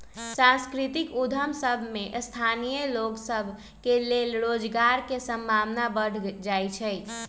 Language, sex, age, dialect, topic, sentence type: Magahi, female, 31-35, Western, banking, statement